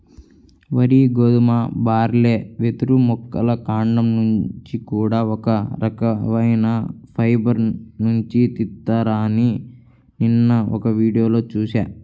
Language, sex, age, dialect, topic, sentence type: Telugu, male, 18-24, Central/Coastal, agriculture, statement